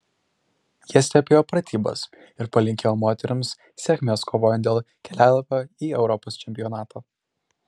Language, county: Lithuanian, Šiauliai